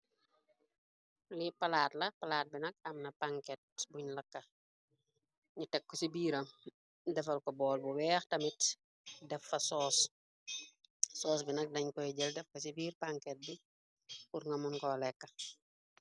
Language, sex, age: Wolof, female, 25-35